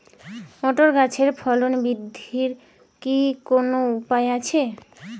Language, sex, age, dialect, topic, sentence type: Bengali, female, 25-30, Rajbangshi, agriculture, question